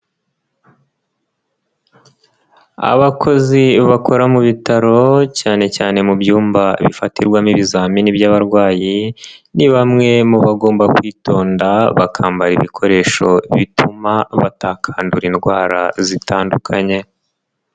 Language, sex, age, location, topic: Kinyarwanda, male, 25-35, Nyagatare, health